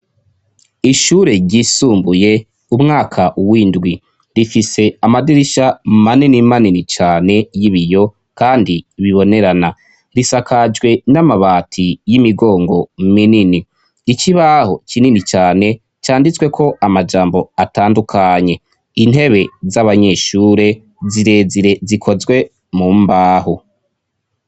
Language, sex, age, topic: Rundi, female, 25-35, education